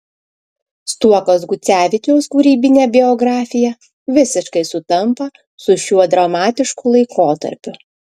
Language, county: Lithuanian, Klaipėda